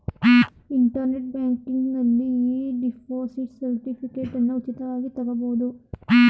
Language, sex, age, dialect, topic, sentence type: Kannada, female, 36-40, Mysore Kannada, banking, statement